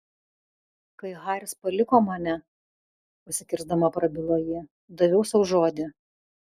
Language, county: Lithuanian, Vilnius